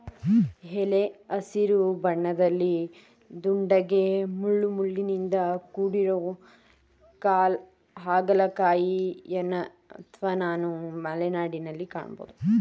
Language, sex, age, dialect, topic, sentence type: Kannada, female, 18-24, Mysore Kannada, agriculture, statement